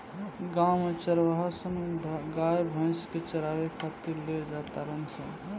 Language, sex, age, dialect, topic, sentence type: Bhojpuri, male, 18-24, Southern / Standard, agriculture, statement